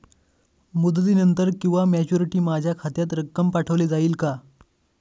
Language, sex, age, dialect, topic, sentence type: Marathi, male, 25-30, Northern Konkan, banking, question